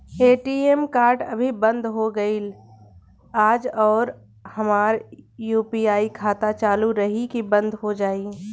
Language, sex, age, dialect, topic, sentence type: Bhojpuri, female, 25-30, Southern / Standard, banking, question